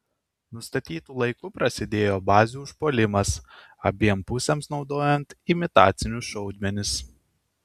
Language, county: Lithuanian, Kaunas